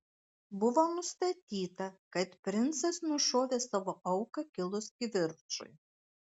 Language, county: Lithuanian, Klaipėda